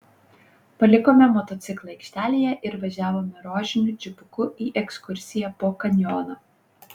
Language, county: Lithuanian, Panevėžys